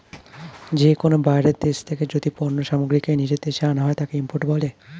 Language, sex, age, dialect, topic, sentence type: Bengali, male, 25-30, Standard Colloquial, banking, statement